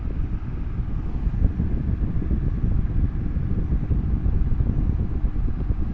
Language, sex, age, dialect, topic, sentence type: Bengali, female, 18-24, Rajbangshi, banking, question